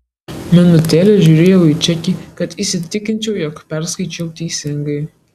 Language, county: Lithuanian, Kaunas